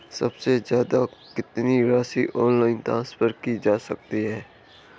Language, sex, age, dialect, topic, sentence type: Hindi, male, 18-24, Marwari Dhudhari, banking, question